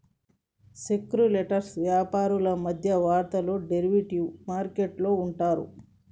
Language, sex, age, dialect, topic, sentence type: Telugu, female, 46-50, Telangana, banking, statement